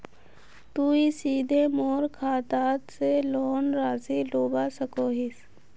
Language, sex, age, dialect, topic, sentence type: Magahi, female, 18-24, Northeastern/Surjapuri, banking, question